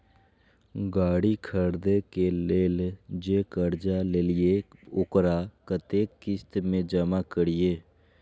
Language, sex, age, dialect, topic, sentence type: Maithili, male, 18-24, Eastern / Thethi, banking, question